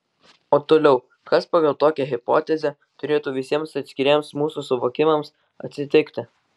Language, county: Lithuanian, Kaunas